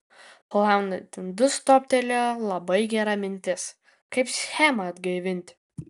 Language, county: Lithuanian, Kaunas